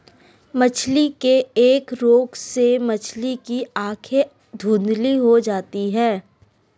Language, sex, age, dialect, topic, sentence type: Hindi, female, 18-24, Marwari Dhudhari, agriculture, statement